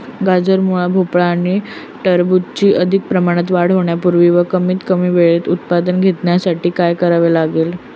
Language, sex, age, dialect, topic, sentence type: Marathi, female, 25-30, Northern Konkan, agriculture, question